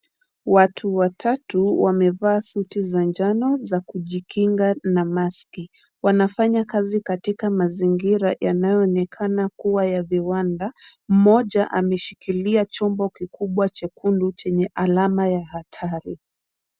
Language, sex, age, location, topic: Swahili, female, 25-35, Kisumu, health